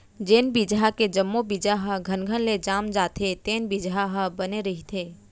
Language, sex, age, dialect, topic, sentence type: Chhattisgarhi, female, 31-35, Central, agriculture, statement